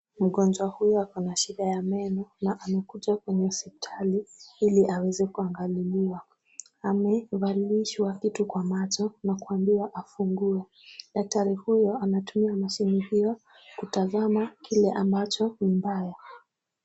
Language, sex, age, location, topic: Swahili, female, 18-24, Kisumu, health